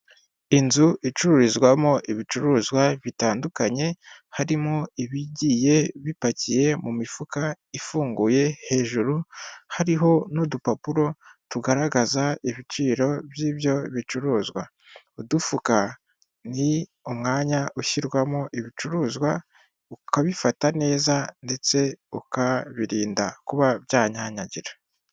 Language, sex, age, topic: Kinyarwanda, male, 18-24, finance